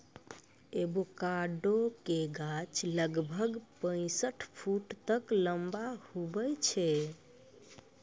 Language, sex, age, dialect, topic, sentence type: Maithili, female, 56-60, Angika, agriculture, statement